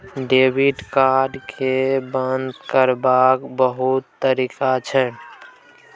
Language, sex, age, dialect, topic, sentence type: Maithili, male, 18-24, Bajjika, banking, statement